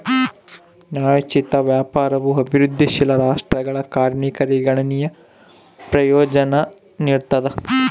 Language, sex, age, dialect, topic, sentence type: Kannada, male, 25-30, Central, banking, statement